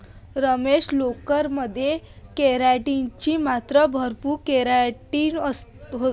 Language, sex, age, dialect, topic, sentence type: Marathi, female, 18-24, Varhadi, agriculture, statement